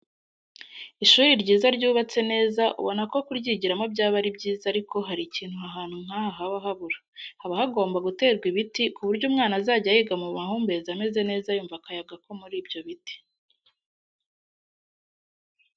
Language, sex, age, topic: Kinyarwanda, female, 18-24, education